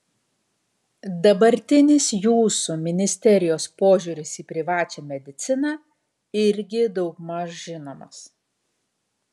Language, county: Lithuanian, Kaunas